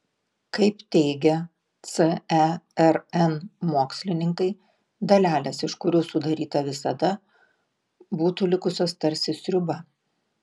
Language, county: Lithuanian, Klaipėda